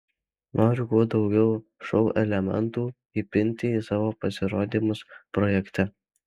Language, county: Lithuanian, Alytus